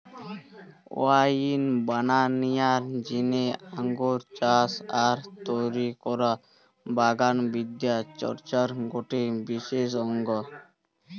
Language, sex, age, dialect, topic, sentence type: Bengali, male, 18-24, Western, agriculture, statement